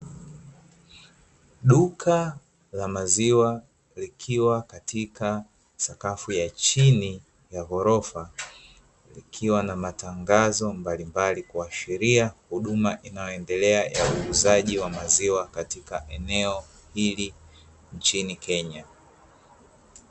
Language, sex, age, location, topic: Swahili, male, 25-35, Dar es Salaam, finance